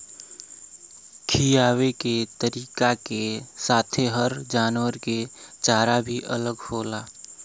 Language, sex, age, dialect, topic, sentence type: Bhojpuri, male, 18-24, Western, agriculture, statement